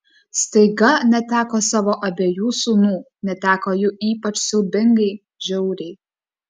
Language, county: Lithuanian, Kaunas